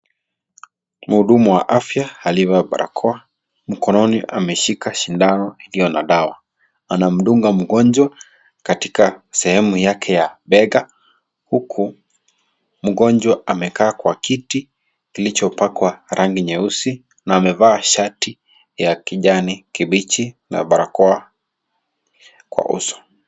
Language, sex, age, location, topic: Swahili, male, 25-35, Kisii, health